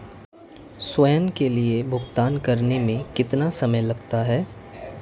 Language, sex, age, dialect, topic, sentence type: Hindi, male, 25-30, Marwari Dhudhari, banking, question